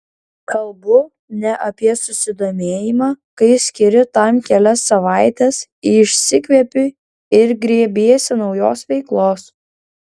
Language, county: Lithuanian, Klaipėda